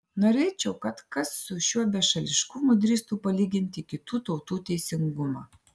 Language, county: Lithuanian, Klaipėda